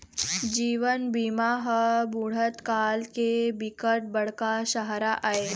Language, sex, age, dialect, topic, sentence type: Chhattisgarhi, female, 25-30, Eastern, banking, statement